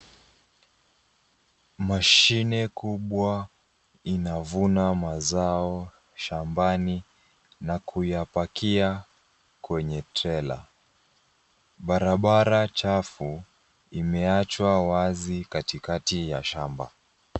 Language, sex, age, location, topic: Swahili, female, 25-35, Nairobi, agriculture